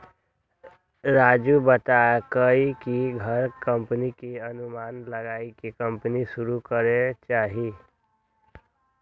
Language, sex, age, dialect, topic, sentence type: Magahi, male, 18-24, Western, banking, statement